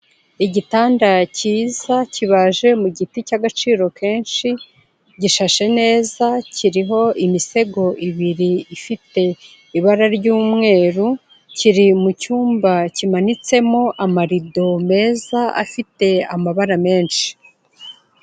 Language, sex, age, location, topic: Kinyarwanda, female, 25-35, Kigali, finance